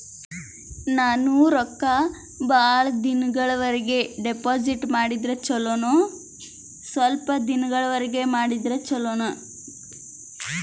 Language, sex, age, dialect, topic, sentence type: Kannada, female, 18-24, Northeastern, banking, question